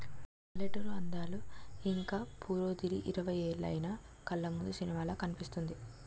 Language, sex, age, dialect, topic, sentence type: Telugu, female, 46-50, Utterandhra, agriculture, statement